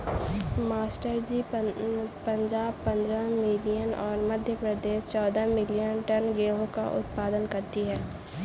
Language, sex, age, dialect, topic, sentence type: Hindi, female, 18-24, Kanauji Braj Bhasha, agriculture, statement